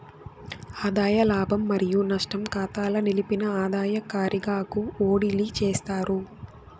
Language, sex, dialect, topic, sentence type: Telugu, female, Southern, banking, statement